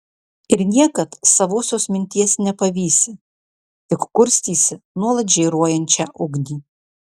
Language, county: Lithuanian, Marijampolė